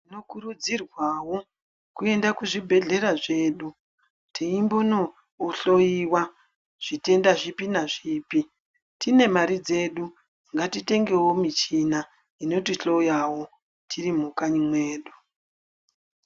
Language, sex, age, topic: Ndau, female, 25-35, health